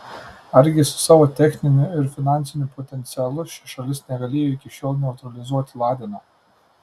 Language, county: Lithuanian, Tauragė